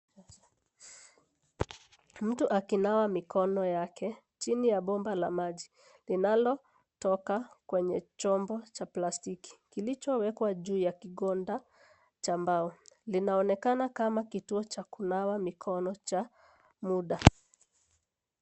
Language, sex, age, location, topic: Swahili, female, 25-35, Nairobi, health